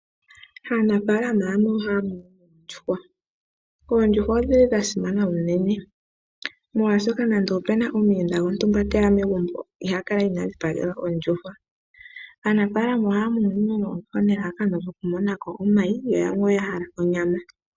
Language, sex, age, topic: Oshiwambo, female, 18-24, agriculture